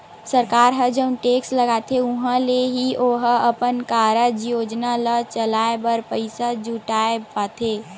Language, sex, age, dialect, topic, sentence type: Chhattisgarhi, female, 60-100, Western/Budati/Khatahi, banking, statement